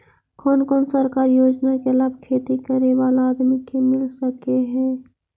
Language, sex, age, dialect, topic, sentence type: Magahi, female, 56-60, Central/Standard, agriculture, question